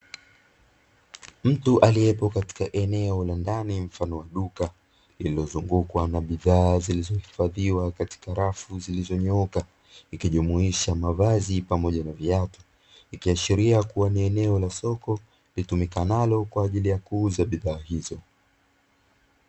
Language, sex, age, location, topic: Swahili, male, 25-35, Dar es Salaam, finance